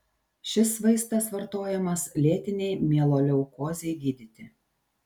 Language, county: Lithuanian, Šiauliai